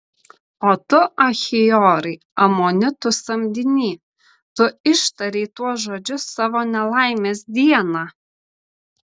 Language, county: Lithuanian, Vilnius